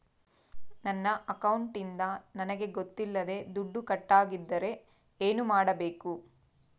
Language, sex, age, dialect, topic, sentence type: Kannada, female, 25-30, Central, banking, question